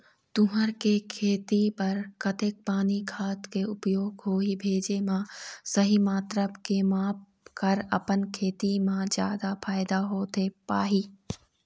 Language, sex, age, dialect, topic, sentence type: Chhattisgarhi, female, 18-24, Eastern, agriculture, question